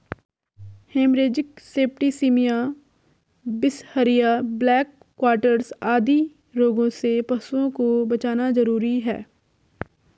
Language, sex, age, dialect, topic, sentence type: Hindi, female, 46-50, Garhwali, agriculture, statement